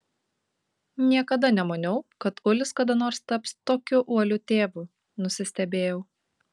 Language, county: Lithuanian, Kaunas